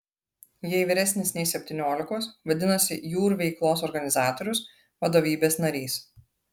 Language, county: Lithuanian, Klaipėda